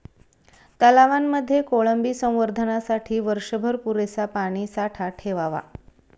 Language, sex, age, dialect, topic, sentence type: Marathi, female, 31-35, Standard Marathi, agriculture, statement